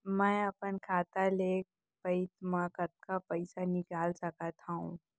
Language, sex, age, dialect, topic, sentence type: Chhattisgarhi, female, 18-24, Central, banking, question